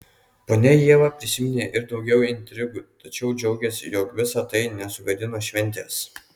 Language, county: Lithuanian, Kaunas